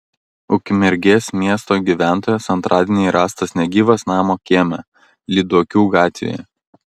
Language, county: Lithuanian, Kaunas